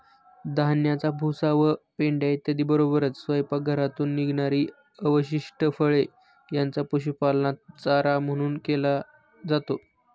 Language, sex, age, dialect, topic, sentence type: Marathi, male, 25-30, Standard Marathi, agriculture, statement